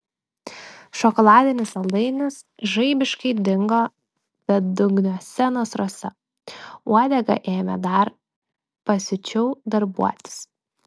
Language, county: Lithuanian, Klaipėda